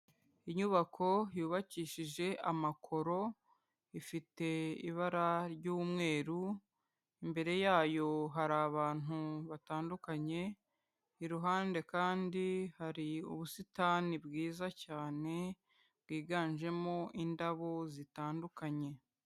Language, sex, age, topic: Kinyarwanda, female, 25-35, health